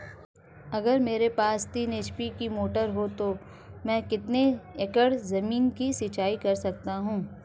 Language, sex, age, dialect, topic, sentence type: Hindi, female, 25-30, Marwari Dhudhari, agriculture, question